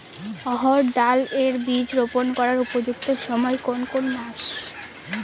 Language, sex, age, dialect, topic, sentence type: Bengali, female, 18-24, Northern/Varendri, agriculture, question